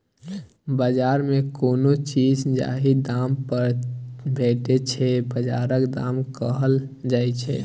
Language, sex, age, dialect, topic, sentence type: Maithili, male, 18-24, Bajjika, agriculture, statement